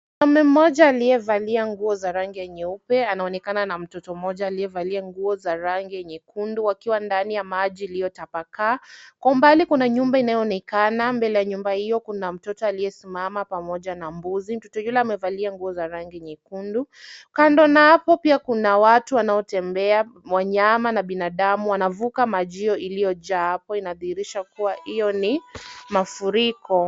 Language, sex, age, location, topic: Swahili, female, 18-24, Kisumu, health